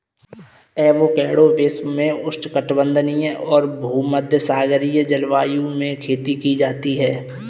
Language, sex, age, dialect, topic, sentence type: Hindi, male, 18-24, Kanauji Braj Bhasha, agriculture, statement